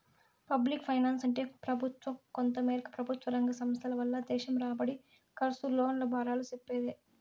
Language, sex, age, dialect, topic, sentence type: Telugu, female, 56-60, Southern, banking, statement